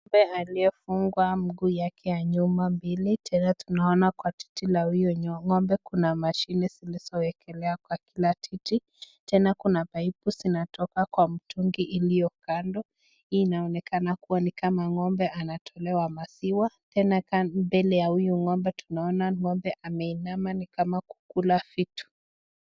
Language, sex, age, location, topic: Swahili, female, 25-35, Nakuru, agriculture